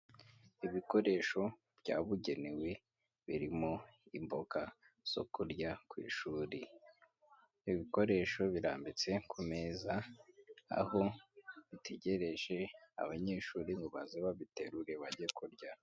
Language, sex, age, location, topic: Kinyarwanda, female, 18-24, Kigali, education